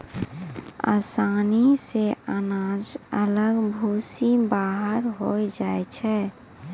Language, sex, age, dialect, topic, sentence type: Maithili, female, 18-24, Angika, agriculture, statement